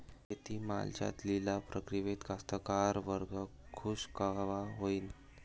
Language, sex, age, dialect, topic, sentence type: Marathi, male, 18-24, Varhadi, agriculture, question